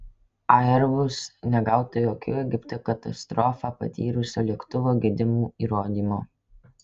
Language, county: Lithuanian, Kaunas